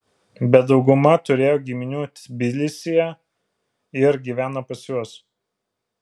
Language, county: Lithuanian, Vilnius